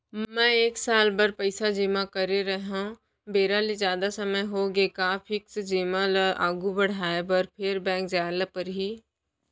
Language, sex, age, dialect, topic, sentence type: Chhattisgarhi, female, 18-24, Central, banking, question